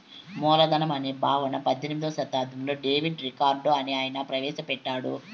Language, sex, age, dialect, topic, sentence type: Telugu, male, 56-60, Southern, banking, statement